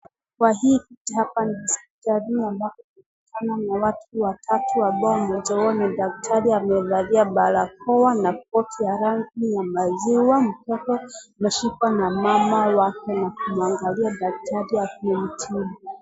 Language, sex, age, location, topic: Swahili, female, 25-35, Nakuru, health